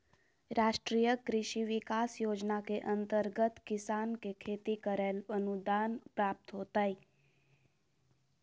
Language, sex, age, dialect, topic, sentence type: Magahi, female, 31-35, Southern, agriculture, statement